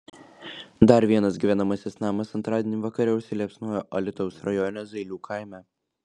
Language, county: Lithuanian, Klaipėda